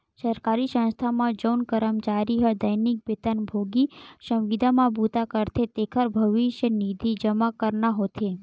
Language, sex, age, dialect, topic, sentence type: Chhattisgarhi, male, 18-24, Western/Budati/Khatahi, banking, statement